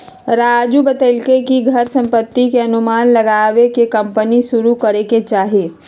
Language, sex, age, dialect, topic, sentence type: Magahi, female, 31-35, Western, banking, statement